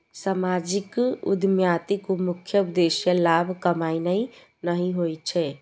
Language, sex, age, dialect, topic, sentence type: Maithili, female, 18-24, Eastern / Thethi, banking, statement